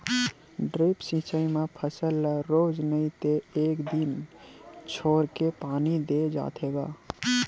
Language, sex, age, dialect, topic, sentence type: Chhattisgarhi, male, 25-30, Western/Budati/Khatahi, agriculture, statement